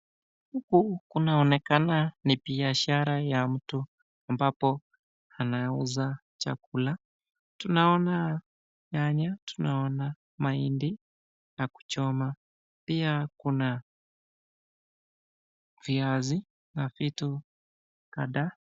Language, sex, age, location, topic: Swahili, male, 25-35, Nakuru, finance